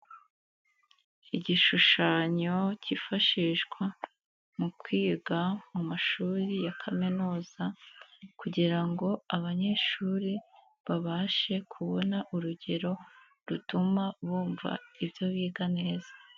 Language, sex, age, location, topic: Kinyarwanda, female, 18-24, Nyagatare, education